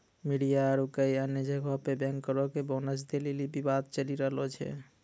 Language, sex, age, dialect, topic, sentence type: Maithili, male, 25-30, Angika, banking, statement